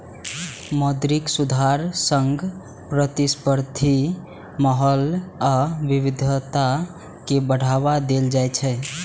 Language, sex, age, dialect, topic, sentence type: Maithili, male, 18-24, Eastern / Thethi, banking, statement